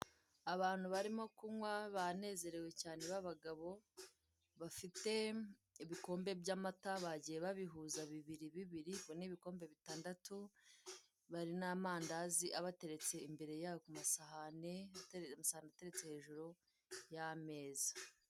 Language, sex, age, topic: Kinyarwanda, female, 18-24, finance